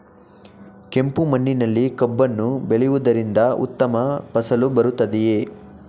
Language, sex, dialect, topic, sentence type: Kannada, male, Mysore Kannada, agriculture, question